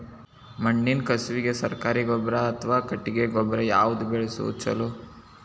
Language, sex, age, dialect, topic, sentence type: Kannada, male, 18-24, Dharwad Kannada, agriculture, question